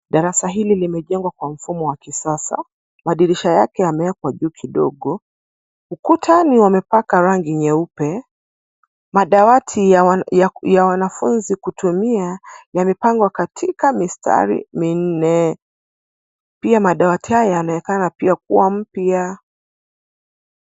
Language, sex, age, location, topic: Swahili, female, 25-35, Nairobi, education